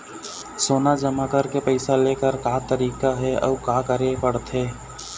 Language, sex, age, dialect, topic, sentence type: Chhattisgarhi, male, 25-30, Eastern, banking, question